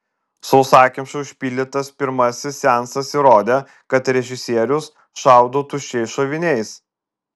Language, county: Lithuanian, Vilnius